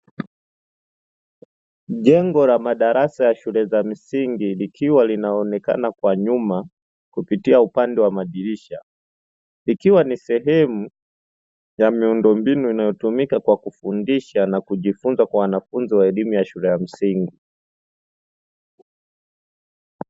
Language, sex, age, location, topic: Swahili, male, 25-35, Dar es Salaam, education